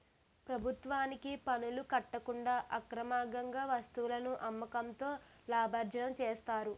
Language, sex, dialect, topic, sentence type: Telugu, female, Utterandhra, banking, statement